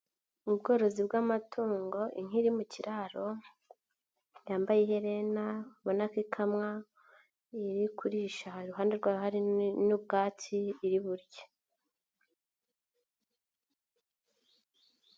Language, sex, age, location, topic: Kinyarwanda, male, 25-35, Nyagatare, agriculture